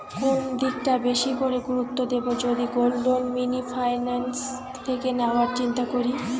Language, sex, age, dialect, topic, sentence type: Bengali, female, 18-24, Rajbangshi, banking, question